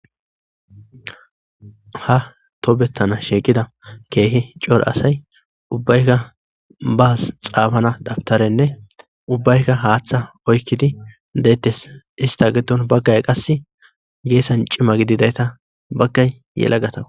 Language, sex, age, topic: Gamo, male, 25-35, government